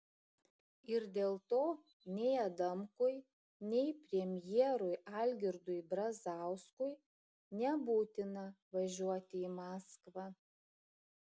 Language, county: Lithuanian, Šiauliai